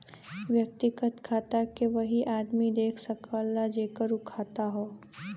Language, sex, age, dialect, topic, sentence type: Bhojpuri, female, 18-24, Western, banking, statement